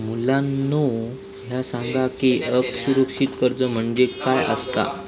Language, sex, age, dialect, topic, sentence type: Marathi, male, 25-30, Southern Konkan, banking, statement